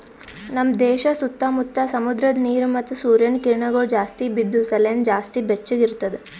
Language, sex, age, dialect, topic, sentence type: Kannada, female, 18-24, Northeastern, agriculture, statement